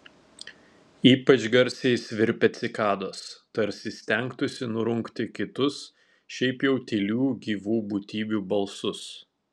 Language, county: Lithuanian, Telšiai